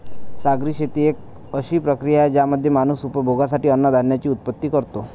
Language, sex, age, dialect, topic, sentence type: Marathi, male, 31-35, Northern Konkan, agriculture, statement